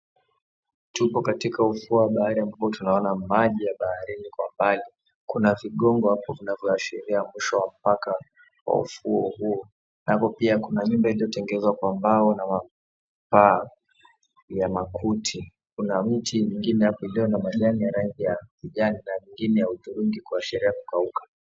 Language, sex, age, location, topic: Swahili, male, 25-35, Mombasa, agriculture